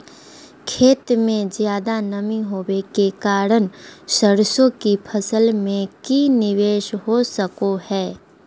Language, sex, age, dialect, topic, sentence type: Magahi, female, 51-55, Southern, agriculture, question